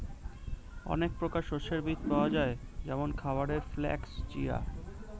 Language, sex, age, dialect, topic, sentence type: Bengali, male, 18-24, Standard Colloquial, agriculture, statement